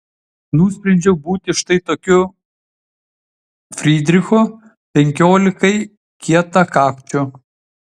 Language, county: Lithuanian, Utena